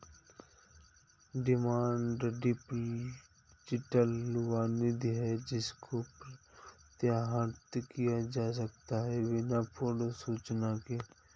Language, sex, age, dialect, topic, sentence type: Hindi, male, 18-24, Awadhi Bundeli, banking, statement